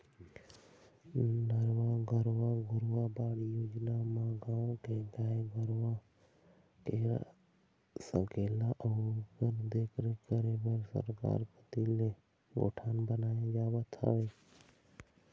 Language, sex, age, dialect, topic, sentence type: Chhattisgarhi, male, 18-24, Eastern, agriculture, statement